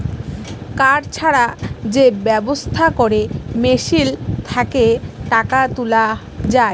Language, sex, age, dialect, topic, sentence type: Bengali, female, 36-40, Jharkhandi, banking, statement